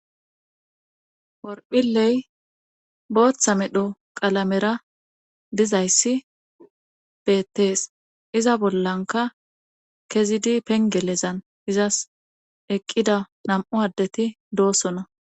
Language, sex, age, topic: Gamo, female, 25-35, government